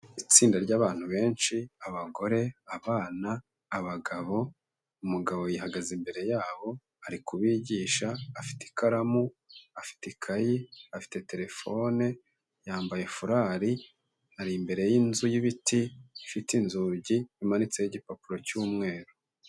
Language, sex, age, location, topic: Kinyarwanda, male, 25-35, Kigali, health